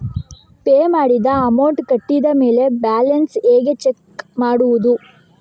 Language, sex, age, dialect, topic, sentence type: Kannada, female, 51-55, Coastal/Dakshin, banking, question